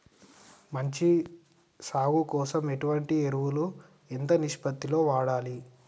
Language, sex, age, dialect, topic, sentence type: Telugu, male, 18-24, Telangana, agriculture, question